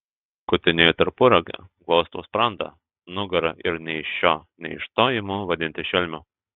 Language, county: Lithuanian, Telšiai